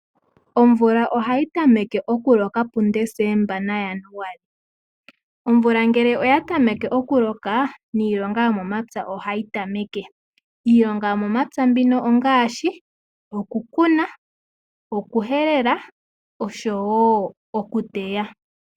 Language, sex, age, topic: Oshiwambo, female, 18-24, agriculture